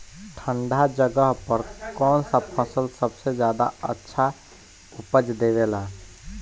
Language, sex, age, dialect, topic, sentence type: Bhojpuri, male, 18-24, Southern / Standard, agriculture, question